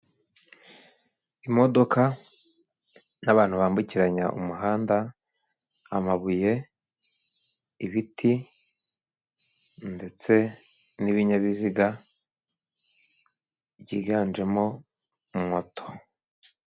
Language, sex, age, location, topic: Kinyarwanda, male, 25-35, Kigali, government